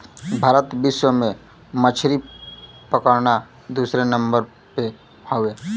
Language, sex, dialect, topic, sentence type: Bhojpuri, male, Western, agriculture, statement